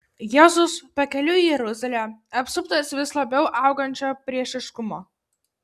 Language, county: Lithuanian, Kaunas